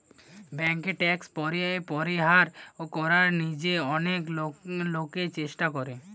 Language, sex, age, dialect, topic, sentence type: Bengali, male, <18, Western, banking, statement